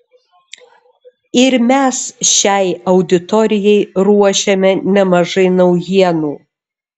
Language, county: Lithuanian, Šiauliai